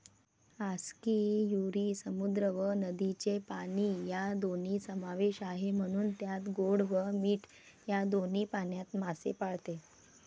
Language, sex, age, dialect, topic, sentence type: Marathi, female, 31-35, Varhadi, agriculture, statement